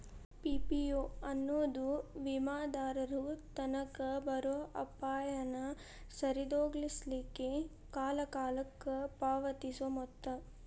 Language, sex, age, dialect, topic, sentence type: Kannada, female, 25-30, Dharwad Kannada, banking, statement